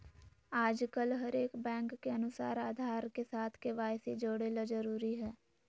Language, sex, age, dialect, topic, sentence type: Magahi, female, 18-24, Southern, banking, statement